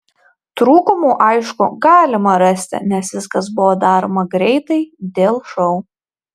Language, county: Lithuanian, Marijampolė